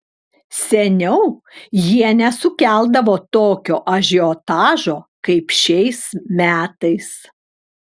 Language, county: Lithuanian, Klaipėda